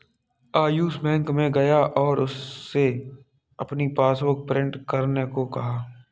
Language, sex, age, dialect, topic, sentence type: Hindi, male, 51-55, Kanauji Braj Bhasha, banking, statement